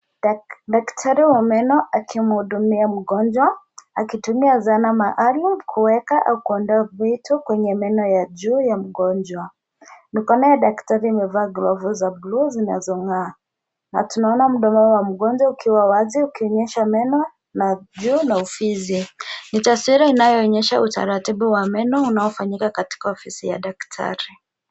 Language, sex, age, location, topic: Swahili, female, 18-24, Nairobi, health